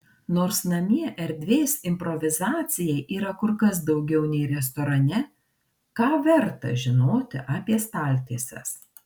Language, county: Lithuanian, Marijampolė